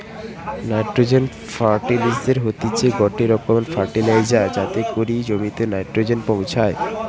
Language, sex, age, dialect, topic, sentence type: Bengali, male, 18-24, Western, agriculture, statement